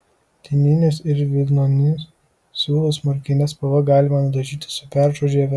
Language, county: Lithuanian, Kaunas